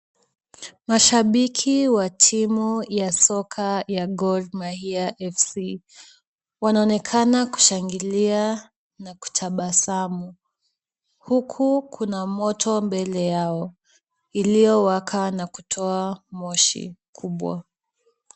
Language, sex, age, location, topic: Swahili, female, 18-24, Kisumu, government